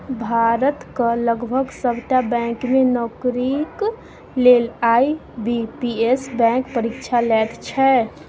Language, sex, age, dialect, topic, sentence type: Maithili, female, 60-100, Bajjika, banking, statement